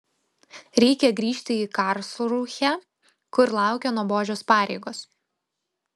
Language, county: Lithuanian, Vilnius